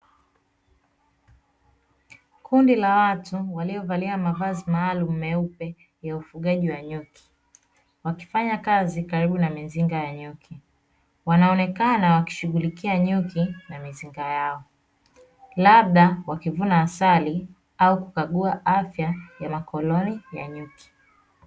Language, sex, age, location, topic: Swahili, female, 25-35, Dar es Salaam, agriculture